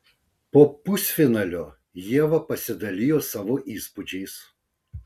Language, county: Lithuanian, Vilnius